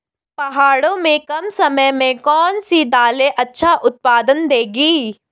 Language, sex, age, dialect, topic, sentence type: Hindi, female, 18-24, Garhwali, agriculture, question